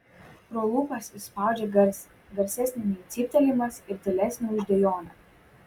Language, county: Lithuanian, Vilnius